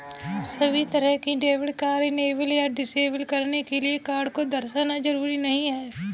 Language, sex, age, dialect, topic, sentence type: Hindi, female, 18-24, Kanauji Braj Bhasha, banking, statement